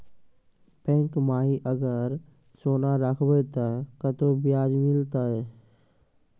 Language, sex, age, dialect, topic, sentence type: Maithili, male, 18-24, Angika, banking, question